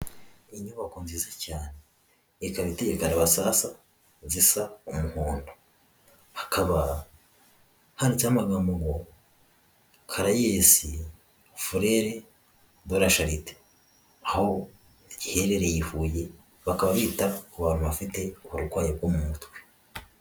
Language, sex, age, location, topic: Kinyarwanda, male, 18-24, Huye, health